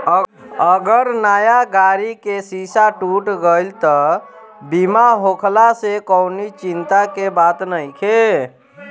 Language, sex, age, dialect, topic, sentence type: Bhojpuri, female, 51-55, Northern, banking, statement